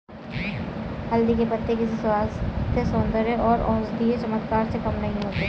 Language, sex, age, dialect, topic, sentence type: Hindi, female, 18-24, Kanauji Braj Bhasha, agriculture, statement